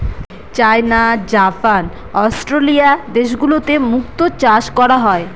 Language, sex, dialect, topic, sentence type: Bengali, female, Northern/Varendri, agriculture, statement